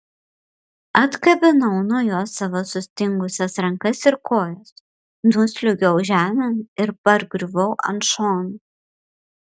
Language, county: Lithuanian, Panevėžys